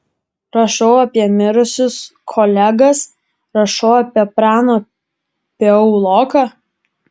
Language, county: Lithuanian, Kaunas